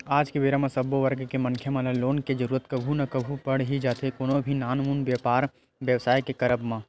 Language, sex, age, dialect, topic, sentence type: Chhattisgarhi, male, 25-30, Western/Budati/Khatahi, banking, statement